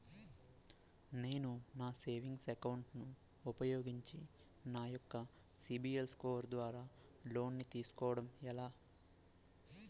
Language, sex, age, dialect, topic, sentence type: Telugu, male, 18-24, Utterandhra, banking, question